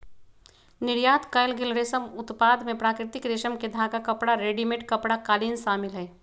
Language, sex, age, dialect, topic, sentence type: Magahi, female, 36-40, Western, agriculture, statement